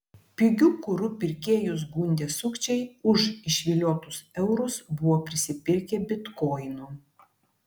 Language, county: Lithuanian, Klaipėda